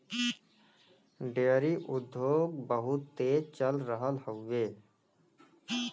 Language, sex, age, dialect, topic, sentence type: Bhojpuri, male, 18-24, Western, agriculture, statement